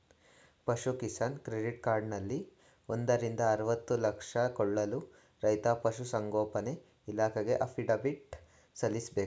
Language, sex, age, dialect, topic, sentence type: Kannada, male, 18-24, Mysore Kannada, agriculture, statement